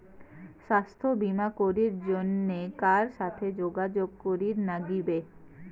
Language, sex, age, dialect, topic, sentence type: Bengali, female, 18-24, Rajbangshi, banking, question